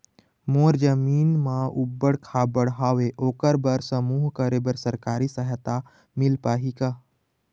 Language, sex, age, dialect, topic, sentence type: Chhattisgarhi, male, 25-30, Eastern, agriculture, question